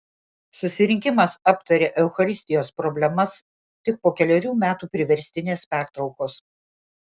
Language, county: Lithuanian, Klaipėda